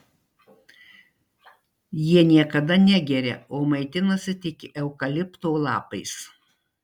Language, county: Lithuanian, Marijampolė